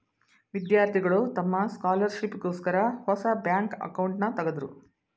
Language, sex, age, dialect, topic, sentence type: Kannada, female, 60-100, Mysore Kannada, banking, statement